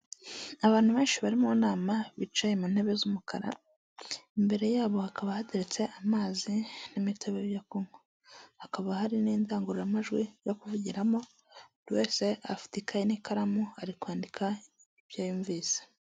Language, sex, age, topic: Kinyarwanda, female, 25-35, government